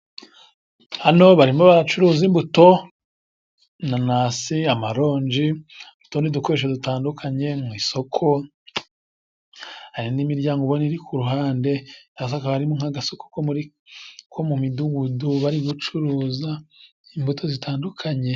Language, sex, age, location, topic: Kinyarwanda, male, 25-35, Musanze, finance